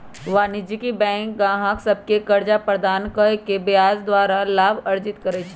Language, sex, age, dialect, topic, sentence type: Magahi, female, 25-30, Western, banking, statement